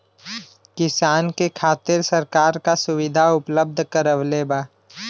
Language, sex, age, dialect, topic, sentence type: Bhojpuri, male, 25-30, Western, agriculture, question